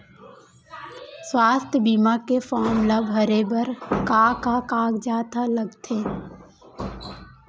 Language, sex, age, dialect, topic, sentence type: Chhattisgarhi, female, 25-30, Central, banking, question